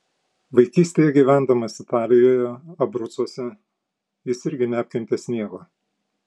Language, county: Lithuanian, Panevėžys